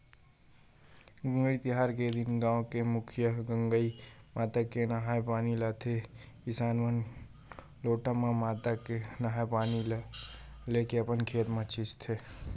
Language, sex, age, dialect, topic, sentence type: Chhattisgarhi, male, 18-24, Western/Budati/Khatahi, agriculture, statement